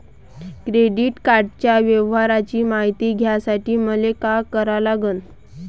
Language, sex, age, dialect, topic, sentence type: Marathi, male, 31-35, Varhadi, banking, question